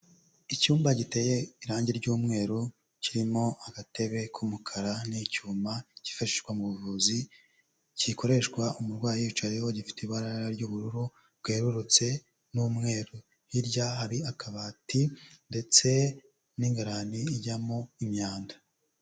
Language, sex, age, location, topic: Kinyarwanda, male, 25-35, Huye, health